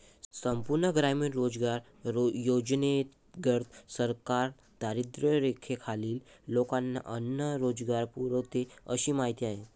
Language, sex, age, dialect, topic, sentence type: Marathi, male, 18-24, Varhadi, banking, statement